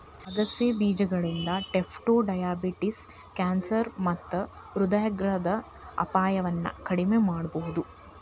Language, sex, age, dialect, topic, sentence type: Kannada, female, 31-35, Dharwad Kannada, agriculture, statement